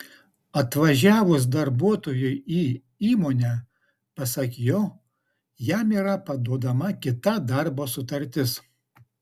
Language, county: Lithuanian, Utena